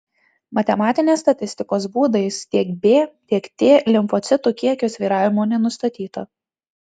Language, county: Lithuanian, Tauragė